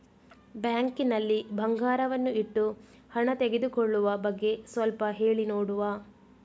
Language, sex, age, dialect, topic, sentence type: Kannada, female, 36-40, Coastal/Dakshin, banking, question